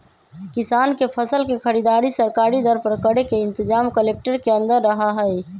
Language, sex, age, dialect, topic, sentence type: Magahi, male, 25-30, Western, agriculture, statement